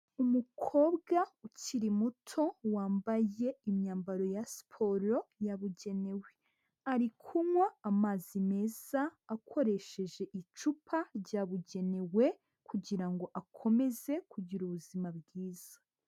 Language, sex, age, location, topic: Kinyarwanda, female, 18-24, Huye, health